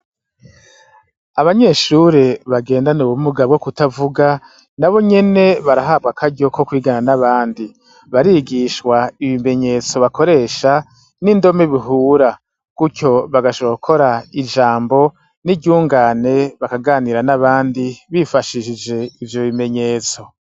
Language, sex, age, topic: Rundi, male, 50+, education